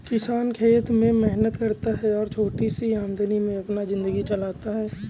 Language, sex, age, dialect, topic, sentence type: Hindi, male, 18-24, Awadhi Bundeli, agriculture, statement